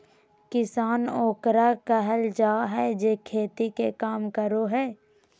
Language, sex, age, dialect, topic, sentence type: Magahi, female, 25-30, Southern, agriculture, statement